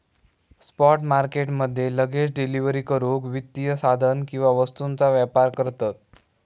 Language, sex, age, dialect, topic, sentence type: Marathi, male, 18-24, Southern Konkan, banking, statement